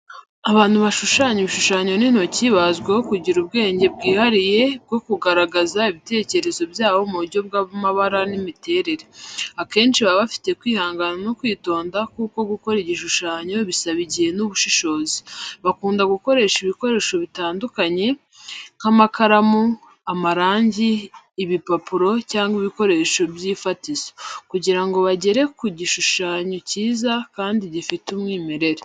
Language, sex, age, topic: Kinyarwanda, female, 25-35, education